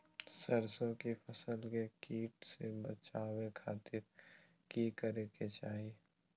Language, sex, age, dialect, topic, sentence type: Magahi, male, 18-24, Southern, agriculture, question